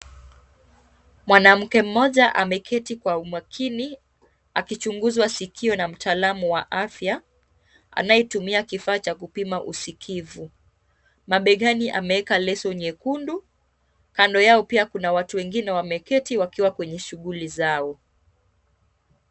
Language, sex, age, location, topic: Swahili, female, 25-35, Kisumu, health